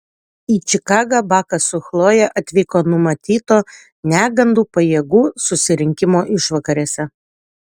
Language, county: Lithuanian, Utena